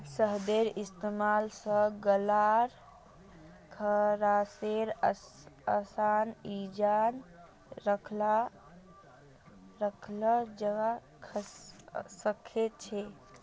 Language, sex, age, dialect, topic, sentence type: Magahi, female, 31-35, Northeastern/Surjapuri, agriculture, statement